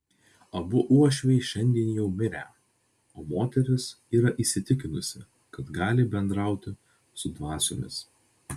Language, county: Lithuanian, Vilnius